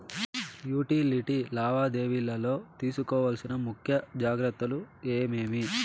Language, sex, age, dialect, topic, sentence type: Telugu, male, 18-24, Southern, banking, question